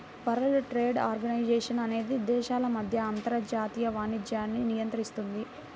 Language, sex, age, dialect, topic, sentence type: Telugu, female, 18-24, Central/Coastal, banking, statement